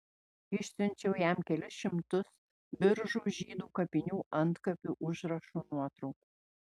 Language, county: Lithuanian, Panevėžys